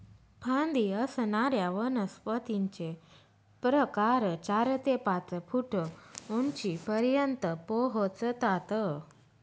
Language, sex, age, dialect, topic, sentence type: Marathi, female, 25-30, Northern Konkan, agriculture, statement